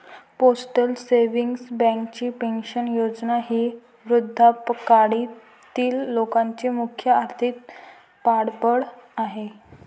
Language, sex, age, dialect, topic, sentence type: Marathi, female, 18-24, Varhadi, banking, statement